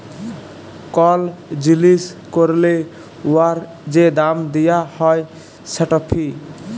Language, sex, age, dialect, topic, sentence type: Bengali, male, 18-24, Jharkhandi, banking, statement